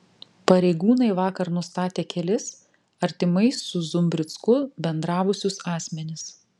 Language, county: Lithuanian, Vilnius